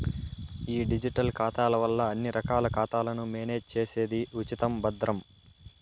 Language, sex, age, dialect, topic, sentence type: Telugu, male, 18-24, Southern, banking, statement